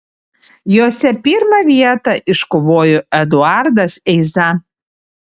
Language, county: Lithuanian, Panevėžys